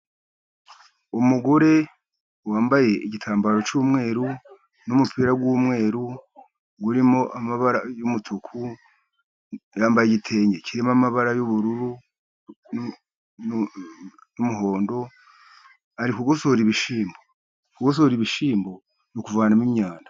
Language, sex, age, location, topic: Kinyarwanda, male, 50+, Musanze, agriculture